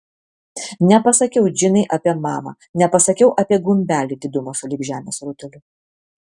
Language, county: Lithuanian, Vilnius